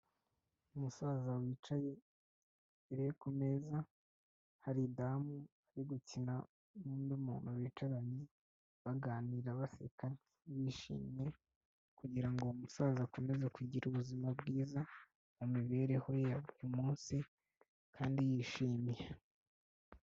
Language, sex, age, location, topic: Kinyarwanda, male, 25-35, Kigali, health